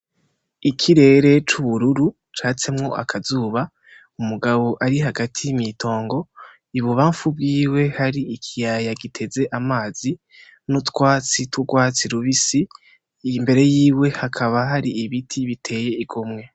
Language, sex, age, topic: Rundi, female, 18-24, agriculture